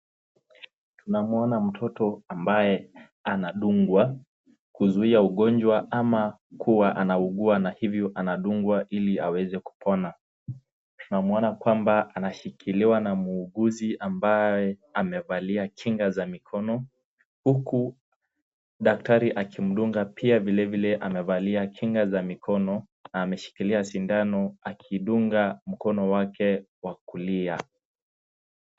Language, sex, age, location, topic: Swahili, male, 18-24, Nakuru, health